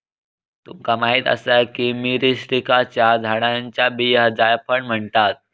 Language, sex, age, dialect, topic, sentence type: Marathi, male, 18-24, Southern Konkan, agriculture, statement